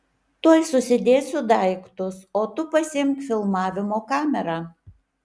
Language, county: Lithuanian, Kaunas